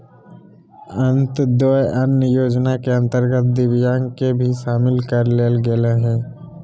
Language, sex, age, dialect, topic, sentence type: Magahi, male, 18-24, Southern, agriculture, statement